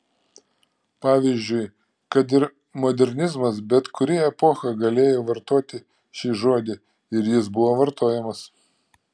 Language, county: Lithuanian, Klaipėda